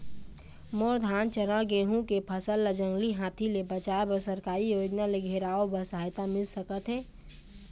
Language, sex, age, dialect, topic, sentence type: Chhattisgarhi, female, 18-24, Eastern, banking, question